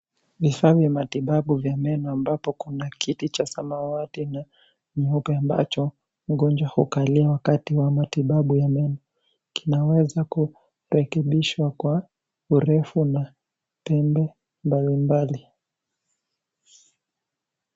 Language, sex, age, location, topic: Swahili, male, 18-24, Nairobi, health